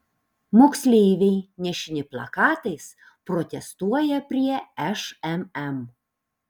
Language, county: Lithuanian, Panevėžys